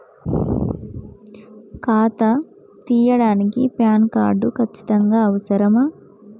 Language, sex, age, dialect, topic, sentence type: Telugu, female, 18-24, Telangana, banking, question